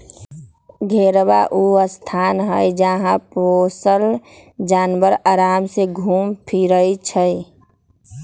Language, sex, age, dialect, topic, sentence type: Magahi, female, 18-24, Western, agriculture, statement